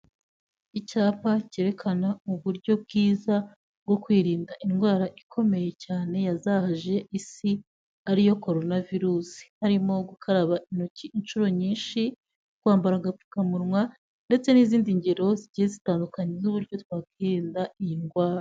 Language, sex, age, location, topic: Kinyarwanda, female, 18-24, Kigali, health